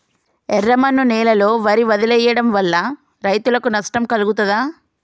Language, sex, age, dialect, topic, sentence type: Telugu, female, 25-30, Telangana, agriculture, question